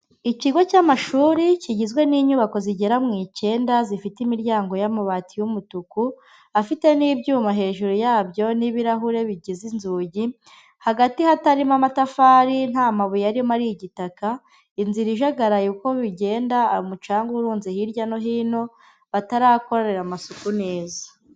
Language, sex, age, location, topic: Kinyarwanda, female, 18-24, Huye, education